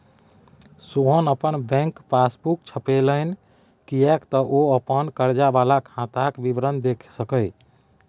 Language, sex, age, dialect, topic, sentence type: Maithili, male, 31-35, Bajjika, banking, statement